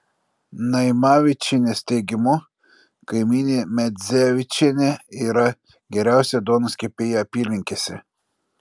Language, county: Lithuanian, Klaipėda